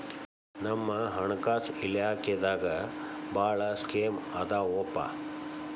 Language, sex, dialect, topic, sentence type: Kannada, male, Dharwad Kannada, banking, statement